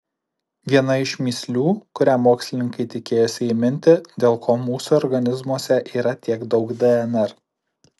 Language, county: Lithuanian, Alytus